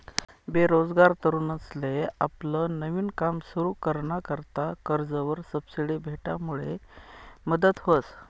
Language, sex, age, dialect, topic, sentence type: Marathi, male, 25-30, Northern Konkan, banking, statement